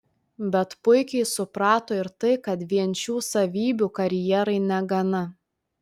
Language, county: Lithuanian, Telšiai